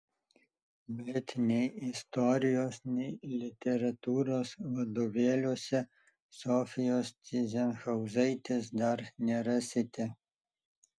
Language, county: Lithuanian, Alytus